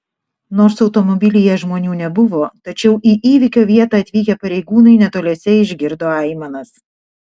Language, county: Lithuanian, Šiauliai